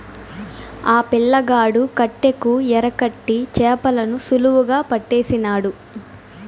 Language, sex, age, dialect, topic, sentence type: Telugu, female, 18-24, Southern, agriculture, statement